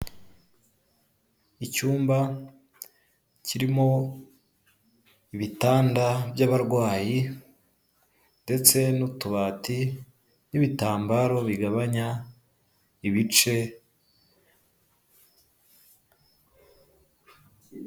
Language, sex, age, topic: Kinyarwanda, male, 18-24, health